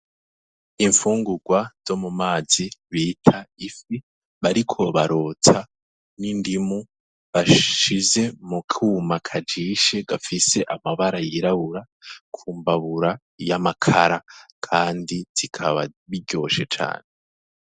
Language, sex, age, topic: Rundi, male, 18-24, agriculture